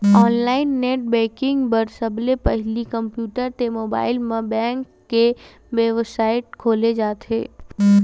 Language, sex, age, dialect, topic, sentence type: Chhattisgarhi, female, 18-24, Western/Budati/Khatahi, banking, statement